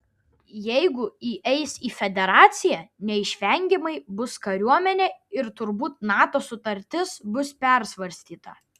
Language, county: Lithuanian, Vilnius